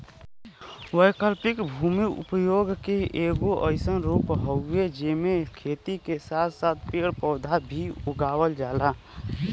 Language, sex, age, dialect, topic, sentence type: Bhojpuri, male, 18-24, Western, agriculture, statement